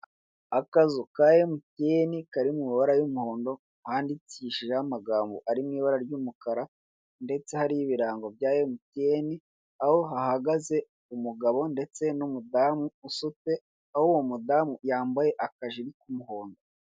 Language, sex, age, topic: Kinyarwanda, male, 25-35, finance